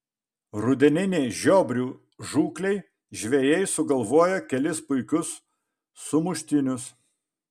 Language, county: Lithuanian, Vilnius